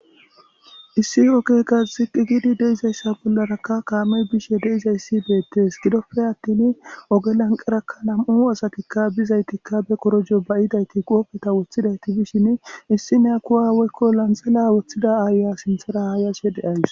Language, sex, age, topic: Gamo, male, 25-35, government